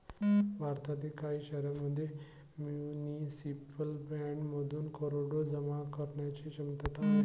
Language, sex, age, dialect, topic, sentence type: Marathi, male, 25-30, Varhadi, banking, statement